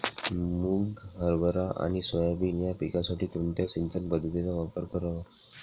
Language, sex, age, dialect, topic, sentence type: Marathi, male, 18-24, Northern Konkan, agriculture, question